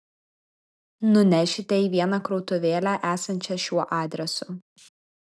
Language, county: Lithuanian, Vilnius